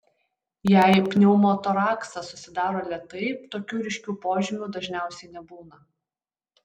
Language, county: Lithuanian, Utena